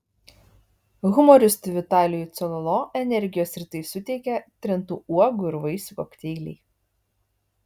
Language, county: Lithuanian, Vilnius